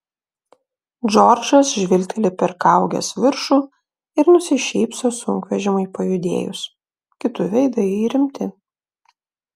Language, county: Lithuanian, Klaipėda